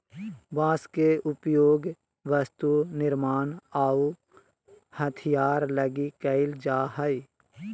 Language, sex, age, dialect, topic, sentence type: Magahi, male, 31-35, Southern, agriculture, statement